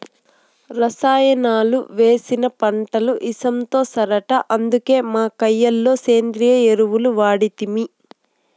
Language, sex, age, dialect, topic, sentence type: Telugu, female, 18-24, Southern, agriculture, statement